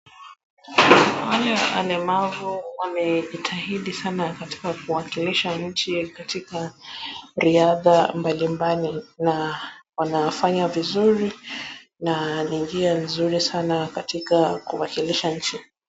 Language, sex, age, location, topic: Swahili, female, 25-35, Wajir, education